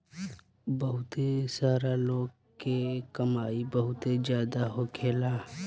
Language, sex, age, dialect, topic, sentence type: Bhojpuri, male, 18-24, Southern / Standard, banking, statement